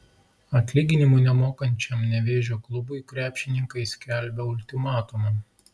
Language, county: Lithuanian, Klaipėda